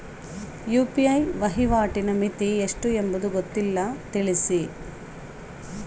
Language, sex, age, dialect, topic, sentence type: Kannada, female, 31-35, Central, banking, question